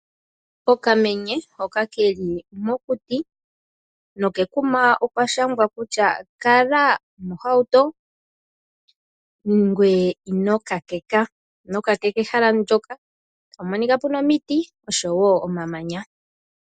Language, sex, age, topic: Oshiwambo, female, 25-35, agriculture